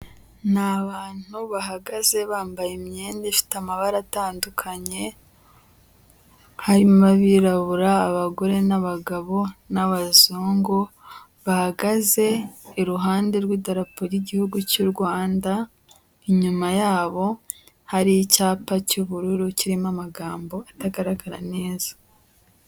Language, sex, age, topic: Kinyarwanda, female, 18-24, health